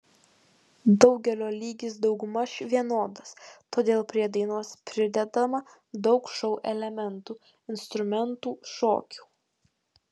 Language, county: Lithuanian, Kaunas